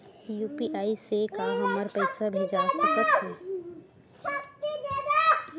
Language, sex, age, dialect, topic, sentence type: Chhattisgarhi, female, 18-24, Western/Budati/Khatahi, banking, question